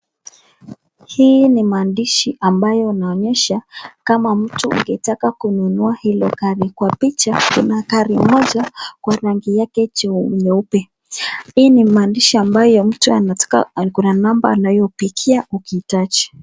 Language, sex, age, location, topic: Swahili, female, 25-35, Nakuru, finance